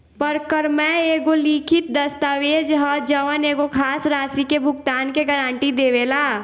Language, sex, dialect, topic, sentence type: Bhojpuri, female, Southern / Standard, banking, statement